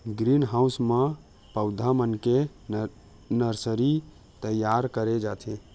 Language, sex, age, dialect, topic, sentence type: Chhattisgarhi, male, 25-30, Western/Budati/Khatahi, agriculture, statement